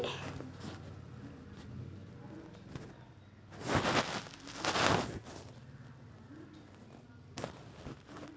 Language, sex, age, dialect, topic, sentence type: Kannada, female, 60-100, Dharwad Kannada, agriculture, statement